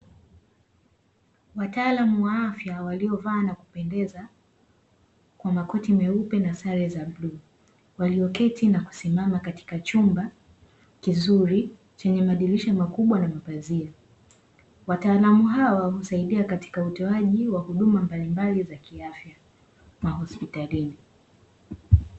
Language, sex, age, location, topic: Swahili, female, 18-24, Dar es Salaam, health